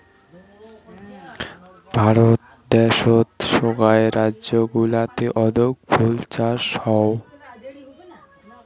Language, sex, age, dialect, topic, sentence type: Bengali, male, 18-24, Rajbangshi, agriculture, statement